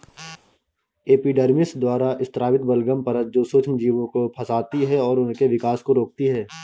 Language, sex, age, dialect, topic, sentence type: Hindi, male, 18-24, Awadhi Bundeli, agriculture, statement